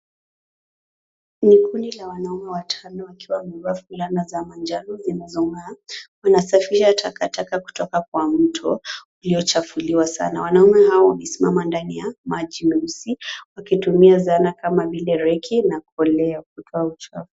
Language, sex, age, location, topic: Swahili, female, 25-35, Nairobi, government